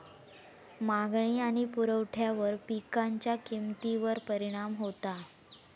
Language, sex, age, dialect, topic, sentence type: Marathi, female, 18-24, Southern Konkan, agriculture, statement